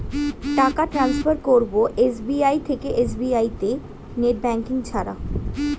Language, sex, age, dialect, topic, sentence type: Bengali, female, 18-24, Standard Colloquial, banking, question